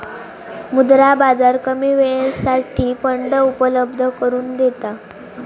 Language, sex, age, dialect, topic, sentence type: Marathi, female, 18-24, Southern Konkan, banking, statement